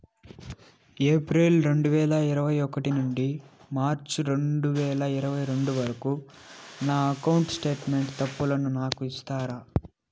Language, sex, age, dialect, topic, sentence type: Telugu, male, 18-24, Southern, banking, question